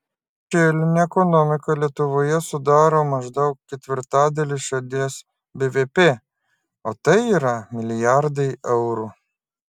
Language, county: Lithuanian, Klaipėda